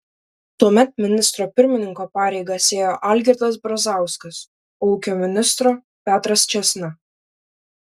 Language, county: Lithuanian, Vilnius